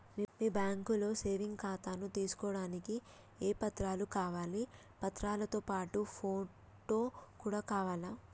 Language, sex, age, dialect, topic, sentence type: Telugu, female, 25-30, Telangana, banking, question